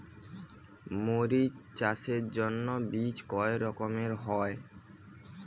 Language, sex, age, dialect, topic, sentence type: Bengali, male, 18-24, Rajbangshi, agriculture, question